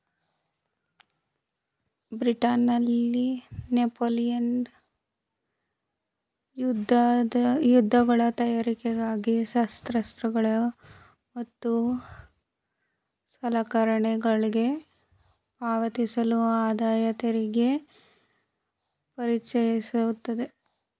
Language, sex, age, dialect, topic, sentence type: Kannada, female, 18-24, Mysore Kannada, banking, statement